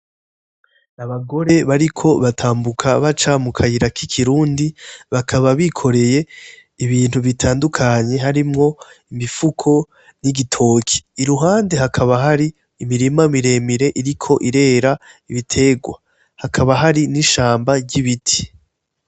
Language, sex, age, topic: Rundi, male, 18-24, agriculture